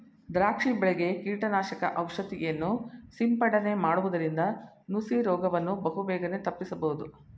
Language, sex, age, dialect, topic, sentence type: Kannada, female, 56-60, Mysore Kannada, agriculture, statement